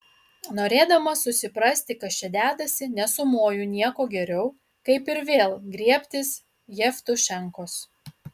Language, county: Lithuanian, Utena